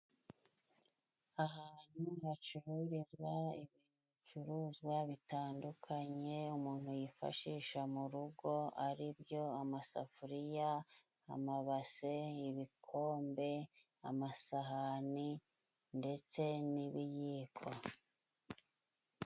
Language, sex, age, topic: Kinyarwanda, female, 25-35, finance